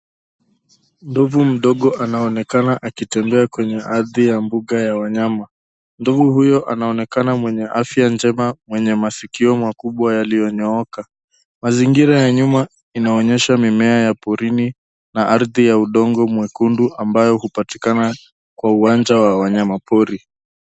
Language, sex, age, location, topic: Swahili, male, 25-35, Nairobi, government